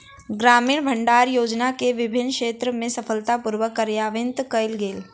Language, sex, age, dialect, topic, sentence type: Maithili, female, 51-55, Southern/Standard, agriculture, statement